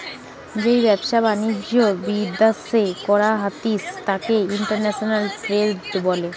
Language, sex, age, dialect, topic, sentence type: Bengali, female, 18-24, Western, banking, statement